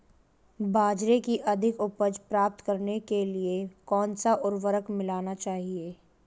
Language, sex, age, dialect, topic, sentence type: Hindi, female, 18-24, Marwari Dhudhari, agriculture, question